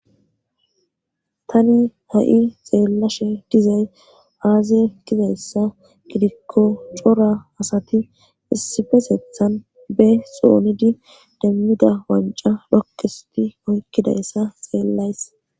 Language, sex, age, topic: Gamo, female, 25-35, government